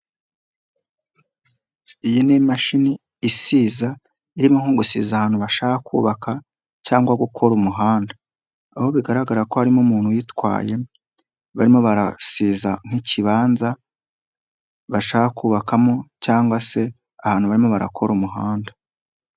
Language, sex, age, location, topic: Kinyarwanda, male, 25-35, Nyagatare, government